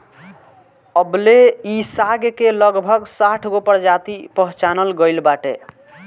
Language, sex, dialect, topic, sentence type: Bhojpuri, male, Northern, agriculture, statement